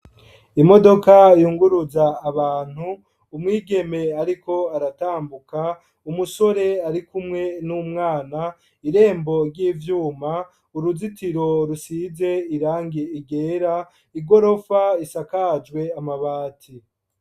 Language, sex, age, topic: Rundi, male, 25-35, education